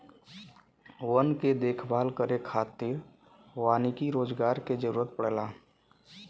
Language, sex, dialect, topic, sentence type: Bhojpuri, male, Western, agriculture, statement